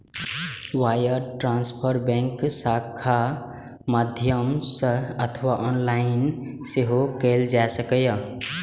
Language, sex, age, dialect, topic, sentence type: Maithili, male, 18-24, Eastern / Thethi, banking, statement